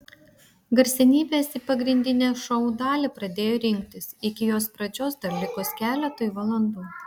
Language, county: Lithuanian, Vilnius